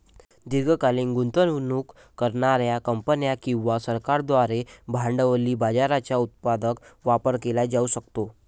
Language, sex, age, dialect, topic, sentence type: Marathi, male, 18-24, Varhadi, banking, statement